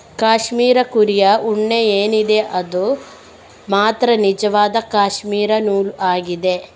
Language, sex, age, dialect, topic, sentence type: Kannada, female, 18-24, Coastal/Dakshin, agriculture, statement